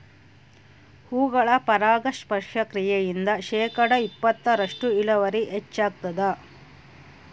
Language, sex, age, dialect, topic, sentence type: Kannada, female, 36-40, Central, agriculture, statement